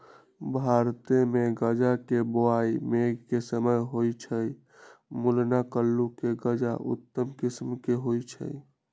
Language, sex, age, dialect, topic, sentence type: Magahi, male, 60-100, Western, agriculture, statement